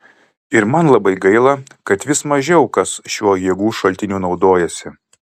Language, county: Lithuanian, Kaunas